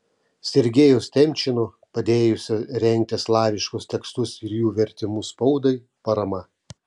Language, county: Lithuanian, Telšiai